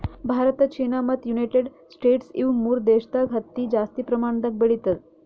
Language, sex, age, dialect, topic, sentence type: Kannada, female, 18-24, Northeastern, agriculture, statement